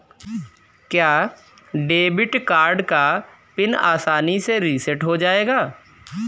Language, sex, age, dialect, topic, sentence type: Hindi, male, 25-30, Kanauji Braj Bhasha, banking, statement